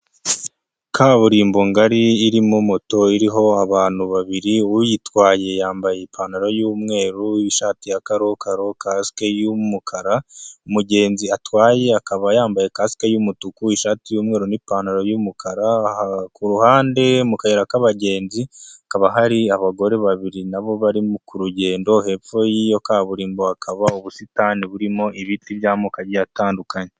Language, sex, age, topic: Kinyarwanda, male, 25-35, finance